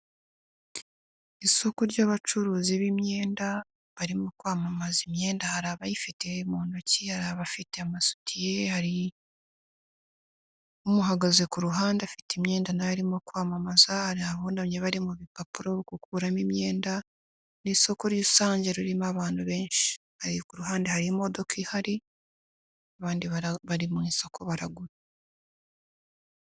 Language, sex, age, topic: Kinyarwanda, female, 18-24, finance